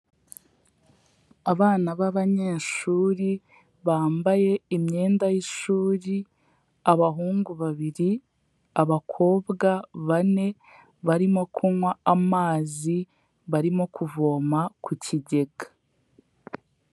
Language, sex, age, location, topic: Kinyarwanda, female, 18-24, Kigali, health